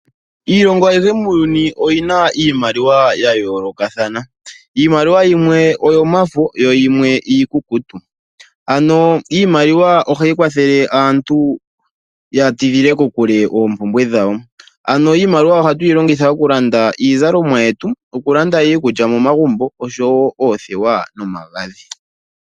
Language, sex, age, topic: Oshiwambo, male, 18-24, finance